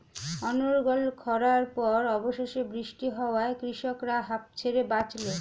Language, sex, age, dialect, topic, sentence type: Bengali, female, <18, Standard Colloquial, agriculture, question